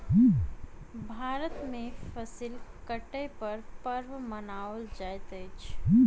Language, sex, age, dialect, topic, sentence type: Maithili, female, 25-30, Southern/Standard, agriculture, statement